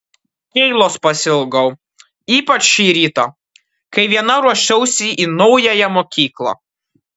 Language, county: Lithuanian, Kaunas